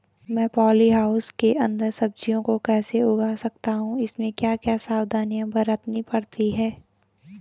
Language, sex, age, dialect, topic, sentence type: Hindi, female, 18-24, Garhwali, agriculture, question